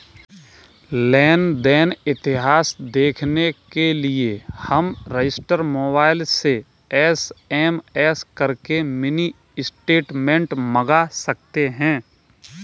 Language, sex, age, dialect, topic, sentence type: Hindi, male, 18-24, Kanauji Braj Bhasha, banking, statement